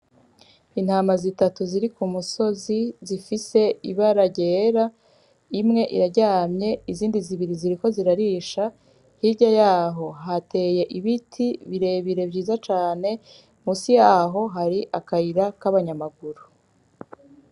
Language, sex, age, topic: Rundi, female, 25-35, agriculture